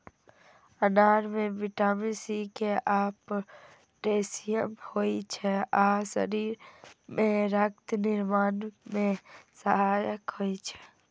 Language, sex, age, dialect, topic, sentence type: Maithili, female, 41-45, Eastern / Thethi, agriculture, statement